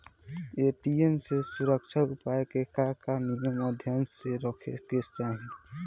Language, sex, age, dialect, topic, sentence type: Bhojpuri, male, 18-24, Southern / Standard, banking, question